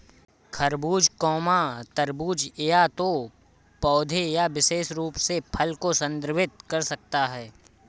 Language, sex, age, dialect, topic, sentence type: Hindi, male, 18-24, Awadhi Bundeli, agriculture, statement